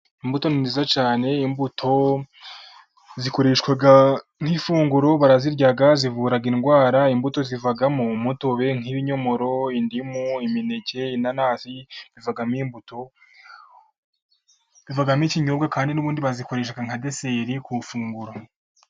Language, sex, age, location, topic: Kinyarwanda, male, 25-35, Musanze, agriculture